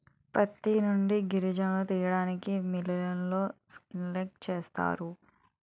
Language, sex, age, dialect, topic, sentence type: Telugu, female, 18-24, Utterandhra, agriculture, statement